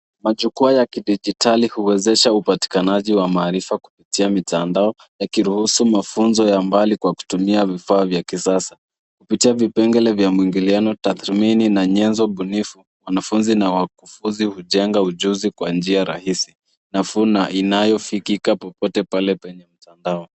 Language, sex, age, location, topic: Swahili, male, 25-35, Nairobi, education